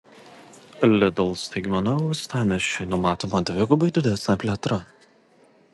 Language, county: Lithuanian, Vilnius